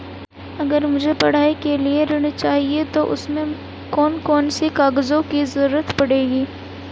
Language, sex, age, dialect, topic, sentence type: Hindi, female, 18-24, Hindustani Malvi Khadi Boli, banking, question